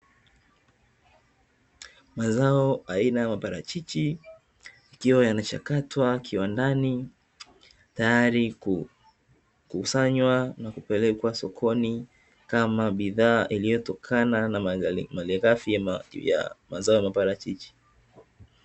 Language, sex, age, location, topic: Swahili, male, 18-24, Dar es Salaam, agriculture